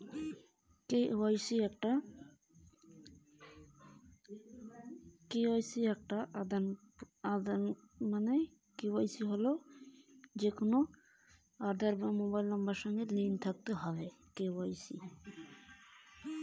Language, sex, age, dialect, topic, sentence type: Bengali, female, 18-24, Rajbangshi, banking, question